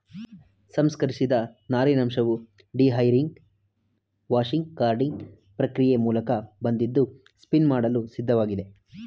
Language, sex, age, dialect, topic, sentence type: Kannada, male, 25-30, Mysore Kannada, agriculture, statement